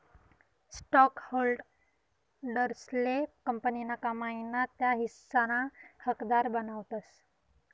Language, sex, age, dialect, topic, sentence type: Marathi, female, 18-24, Northern Konkan, banking, statement